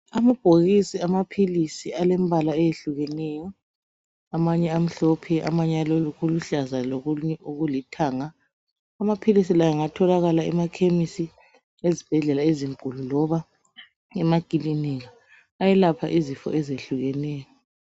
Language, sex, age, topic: North Ndebele, male, 18-24, health